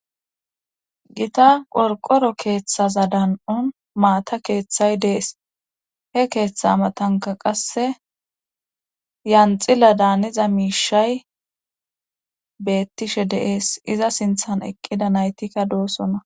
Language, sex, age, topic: Gamo, female, 18-24, government